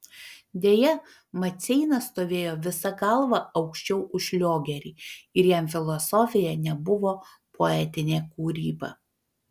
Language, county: Lithuanian, Panevėžys